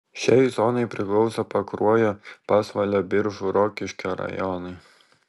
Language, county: Lithuanian, Vilnius